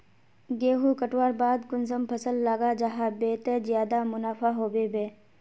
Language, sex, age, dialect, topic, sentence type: Magahi, female, 18-24, Northeastern/Surjapuri, agriculture, question